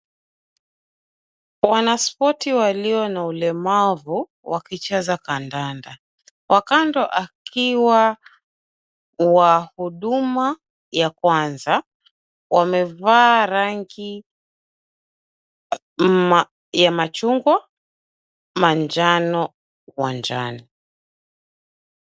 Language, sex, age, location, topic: Swahili, female, 25-35, Mombasa, education